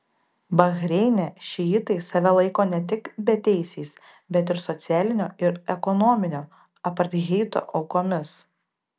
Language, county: Lithuanian, Panevėžys